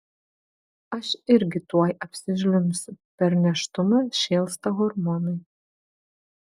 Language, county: Lithuanian, Vilnius